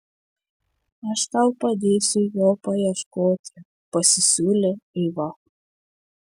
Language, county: Lithuanian, Šiauliai